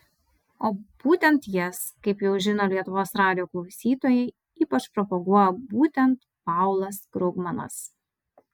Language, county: Lithuanian, Vilnius